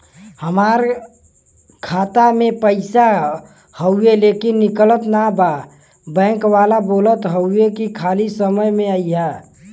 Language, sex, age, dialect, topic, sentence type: Bhojpuri, male, 18-24, Western, banking, question